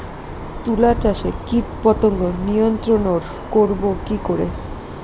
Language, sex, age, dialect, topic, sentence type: Bengali, female, 25-30, Northern/Varendri, agriculture, question